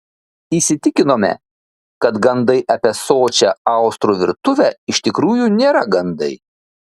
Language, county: Lithuanian, Šiauliai